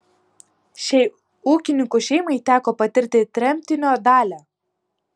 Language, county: Lithuanian, Vilnius